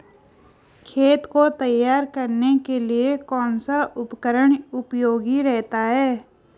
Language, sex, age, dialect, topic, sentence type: Hindi, female, 25-30, Garhwali, agriculture, question